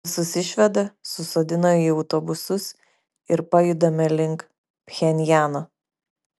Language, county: Lithuanian, Kaunas